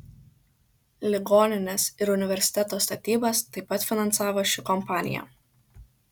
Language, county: Lithuanian, Kaunas